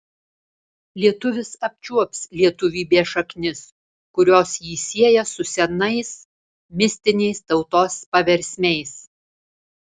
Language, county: Lithuanian, Alytus